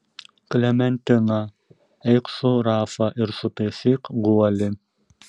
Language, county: Lithuanian, Šiauliai